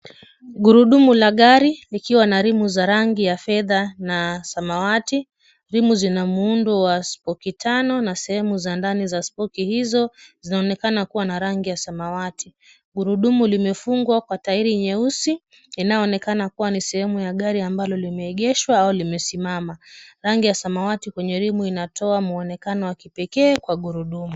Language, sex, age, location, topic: Swahili, female, 25-35, Kisumu, finance